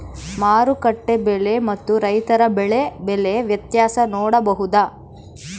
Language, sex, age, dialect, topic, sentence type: Kannada, female, 18-24, Central, agriculture, question